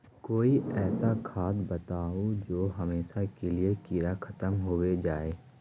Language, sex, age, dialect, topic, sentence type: Magahi, male, 18-24, Northeastern/Surjapuri, agriculture, question